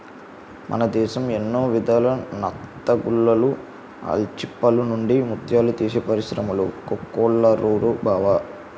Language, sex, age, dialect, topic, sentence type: Telugu, male, 18-24, Utterandhra, agriculture, statement